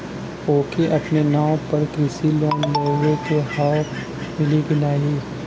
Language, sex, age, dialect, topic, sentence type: Bhojpuri, male, 31-35, Western, banking, question